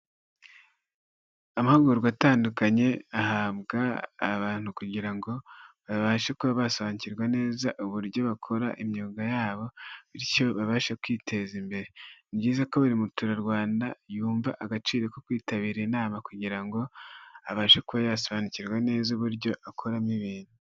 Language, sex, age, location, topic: Kinyarwanda, male, 25-35, Huye, government